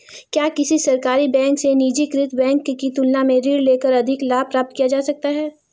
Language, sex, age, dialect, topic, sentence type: Hindi, female, 18-24, Marwari Dhudhari, banking, question